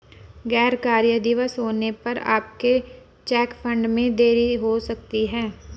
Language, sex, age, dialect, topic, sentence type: Hindi, female, 25-30, Marwari Dhudhari, banking, statement